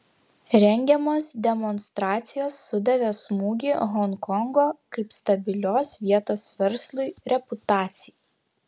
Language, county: Lithuanian, Klaipėda